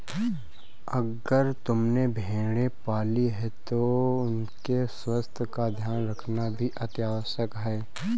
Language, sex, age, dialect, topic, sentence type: Hindi, male, 18-24, Awadhi Bundeli, agriculture, statement